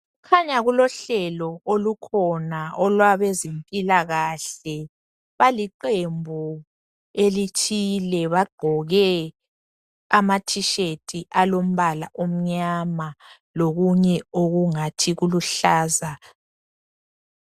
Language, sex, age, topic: North Ndebele, male, 25-35, health